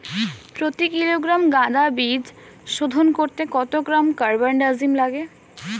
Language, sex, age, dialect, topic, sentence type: Bengali, female, 18-24, Standard Colloquial, agriculture, question